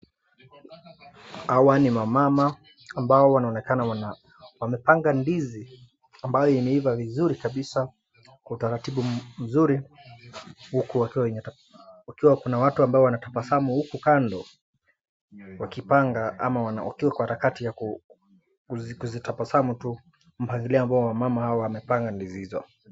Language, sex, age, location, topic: Swahili, male, 25-35, Nakuru, agriculture